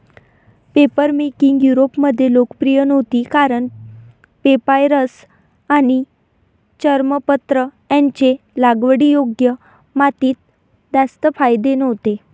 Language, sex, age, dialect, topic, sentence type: Marathi, female, 18-24, Varhadi, agriculture, statement